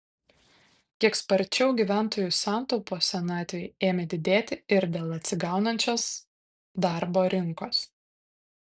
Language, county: Lithuanian, Kaunas